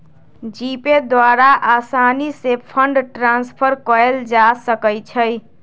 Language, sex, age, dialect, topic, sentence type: Magahi, female, 25-30, Western, banking, statement